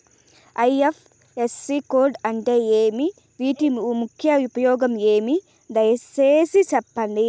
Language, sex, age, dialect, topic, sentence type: Telugu, female, 18-24, Southern, banking, question